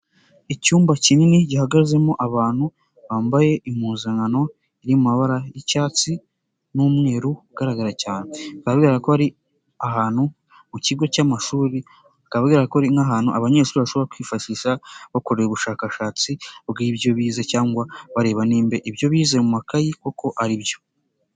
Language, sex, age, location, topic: Kinyarwanda, male, 18-24, Nyagatare, education